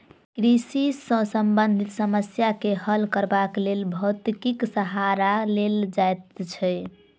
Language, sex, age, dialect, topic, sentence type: Maithili, male, 25-30, Southern/Standard, agriculture, statement